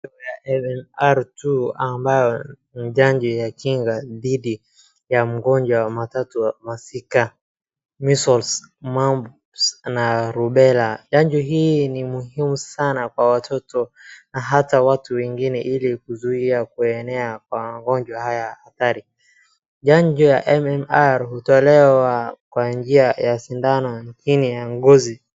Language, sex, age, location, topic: Swahili, male, 36-49, Wajir, health